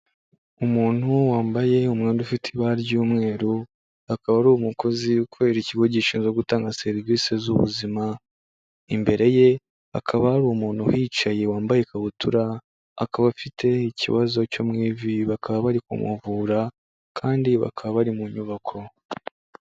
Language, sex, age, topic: Kinyarwanda, male, 18-24, health